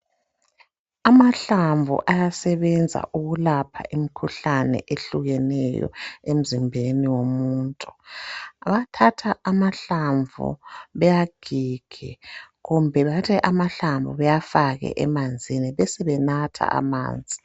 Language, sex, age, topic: North Ndebele, male, 25-35, health